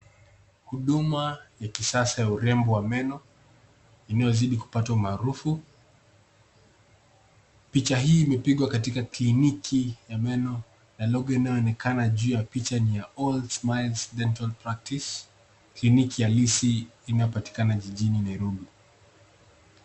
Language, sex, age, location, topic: Swahili, male, 18-24, Nairobi, health